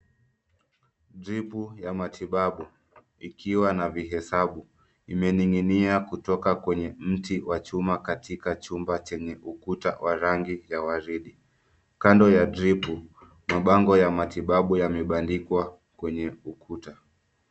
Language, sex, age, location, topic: Swahili, male, 25-35, Nairobi, health